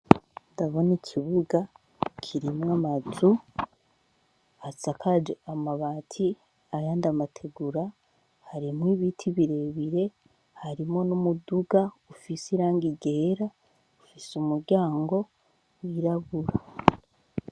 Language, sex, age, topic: Rundi, female, 36-49, education